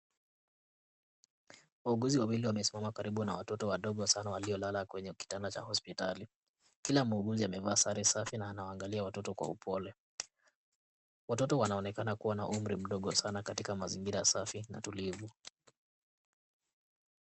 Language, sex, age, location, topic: Swahili, male, 18-24, Kisumu, health